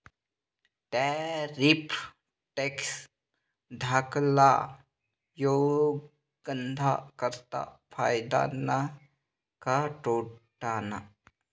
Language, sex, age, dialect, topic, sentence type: Marathi, male, 60-100, Northern Konkan, banking, statement